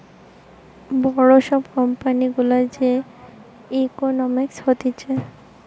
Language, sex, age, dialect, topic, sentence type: Bengali, female, 18-24, Western, banking, statement